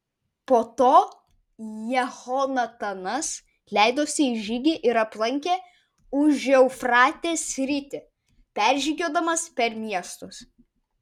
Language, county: Lithuanian, Vilnius